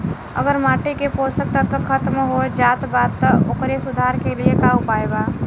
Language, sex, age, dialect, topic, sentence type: Bhojpuri, female, 18-24, Western, agriculture, question